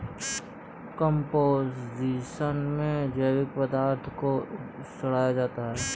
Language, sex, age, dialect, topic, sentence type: Hindi, male, 18-24, Kanauji Braj Bhasha, agriculture, statement